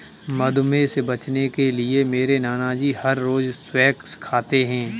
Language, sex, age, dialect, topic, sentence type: Hindi, male, 18-24, Kanauji Braj Bhasha, agriculture, statement